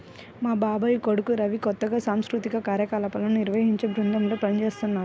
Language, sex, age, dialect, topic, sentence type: Telugu, female, 25-30, Central/Coastal, banking, statement